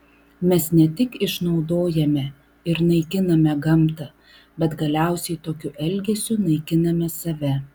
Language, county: Lithuanian, Vilnius